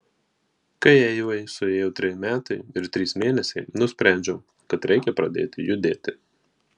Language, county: Lithuanian, Marijampolė